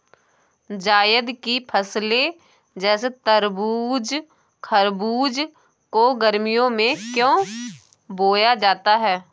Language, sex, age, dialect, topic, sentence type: Hindi, female, 18-24, Awadhi Bundeli, agriculture, question